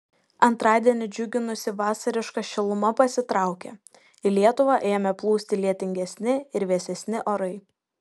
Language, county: Lithuanian, Šiauliai